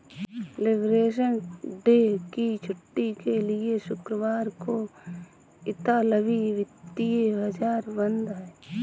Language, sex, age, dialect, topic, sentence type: Hindi, female, 18-24, Awadhi Bundeli, banking, statement